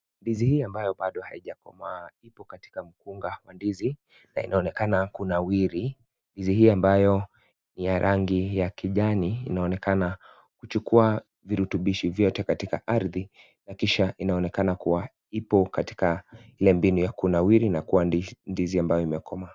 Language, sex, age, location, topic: Swahili, male, 25-35, Kisii, agriculture